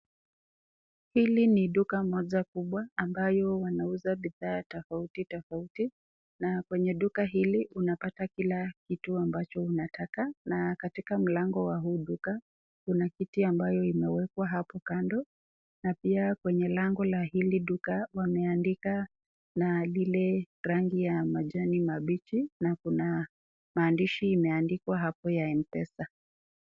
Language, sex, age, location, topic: Swahili, female, 25-35, Nakuru, finance